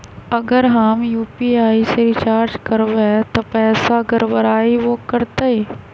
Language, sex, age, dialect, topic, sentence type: Magahi, female, 31-35, Western, banking, question